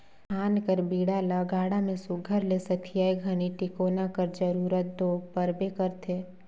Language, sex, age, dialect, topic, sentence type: Chhattisgarhi, female, 25-30, Northern/Bhandar, agriculture, statement